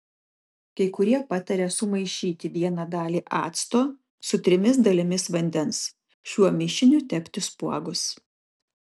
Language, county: Lithuanian, Kaunas